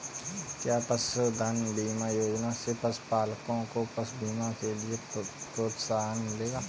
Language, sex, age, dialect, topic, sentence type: Hindi, male, 18-24, Kanauji Braj Bhasha, agriculture, statement